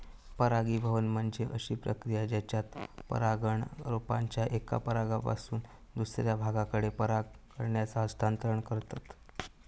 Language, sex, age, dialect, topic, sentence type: Marathi, male, 18-24, Southern Konkan, agriculture, statement